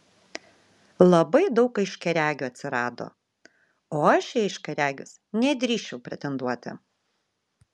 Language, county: Lithuanian, Vilnius